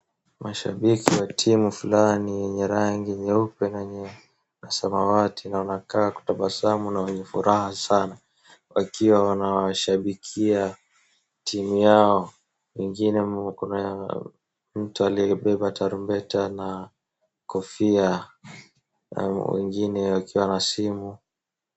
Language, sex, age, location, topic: Swahili, male, 18-24, Wajir, government